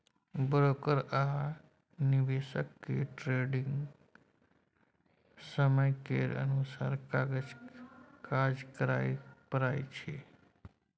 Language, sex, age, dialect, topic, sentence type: Maithili, male, 36-40, Bajjika, banking, statement